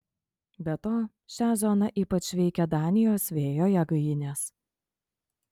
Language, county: Lithuanian, Kaunas